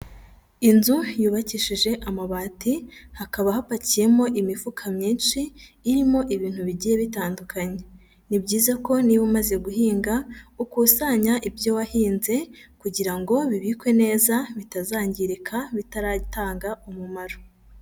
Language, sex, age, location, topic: Kinyarwanda, female, 25-35, Huye, agriculture